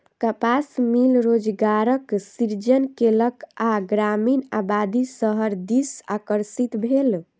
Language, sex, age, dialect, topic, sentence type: Maithili, female, 25-30, Eastern / Thethi, agriculture, statement